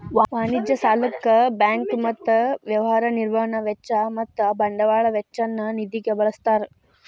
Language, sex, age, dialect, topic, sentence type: Kannada, female, 18-24, Dharwad Kannada, banking, statement